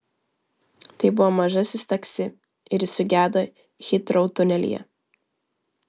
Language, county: Lithuanian, Vilnius